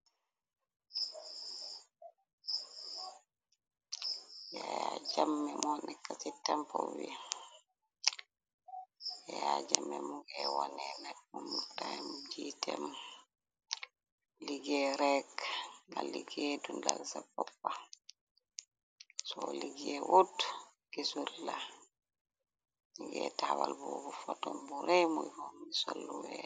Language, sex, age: Wolof, female, 25-35